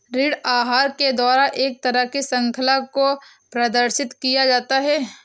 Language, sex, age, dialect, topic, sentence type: Hindi, female, 18-24, Awadhi Bundeli, banking, statement